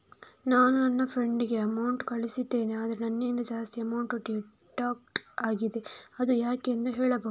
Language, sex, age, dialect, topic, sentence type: Kannada, female, 31-35, Coastal/Dakshin, banking, question